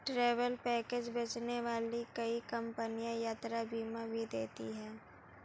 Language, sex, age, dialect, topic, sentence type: Hindi, female, 18-24, Marwari Dhudhari, banking, statement